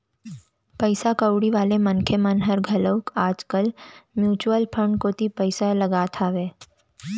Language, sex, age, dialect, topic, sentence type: Chhattisgarhi, female, 18-24, Central, banking, statement